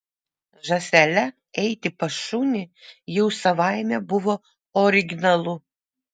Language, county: Lithuanian, Vilnius